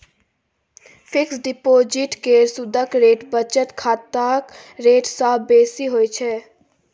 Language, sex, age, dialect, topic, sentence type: Maithili, female, 18-24, Bajjika, banking, statement